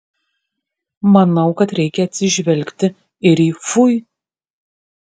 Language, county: Lithuanian, Kaunas